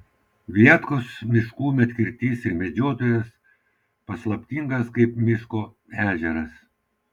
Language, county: Lithuanian, Vilnius